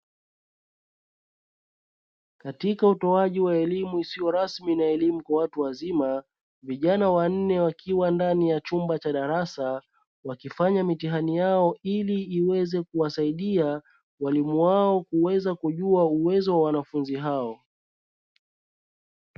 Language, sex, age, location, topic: Swahili, male, 36-49, Dar es Salaam, education